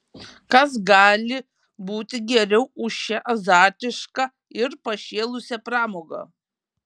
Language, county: Lithuanian, Šiauliai